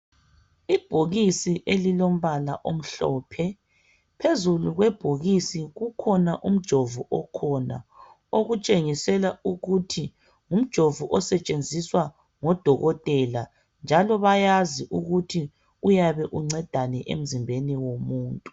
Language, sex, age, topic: North Ndebele, female, 25-35, health